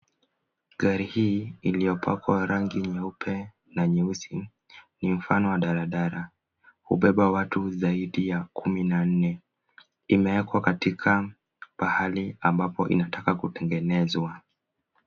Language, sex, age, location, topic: Swahili, male, 18-24, Kisumu, finance